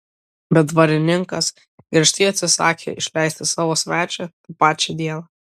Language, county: Lithuanian, Kaunas